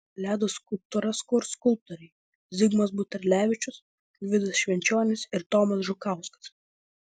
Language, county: Lithuanian, Vilnius